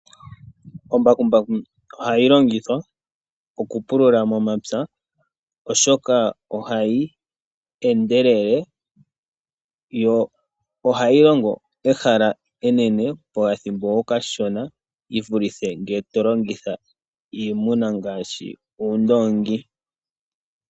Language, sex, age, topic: Oshiwambo, male, 25-35, agriculture